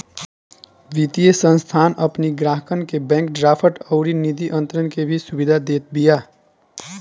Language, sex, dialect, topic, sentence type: Bhojpuri, male, Northern, banking, statement